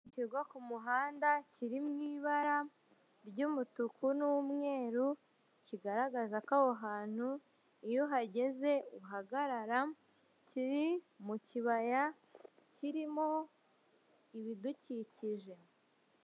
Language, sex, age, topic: Kinyarwanda, male, 18-24, government